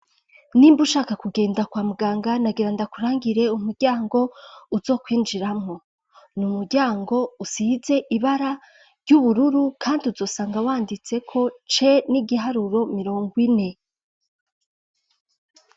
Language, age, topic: Rundi, 25-35, education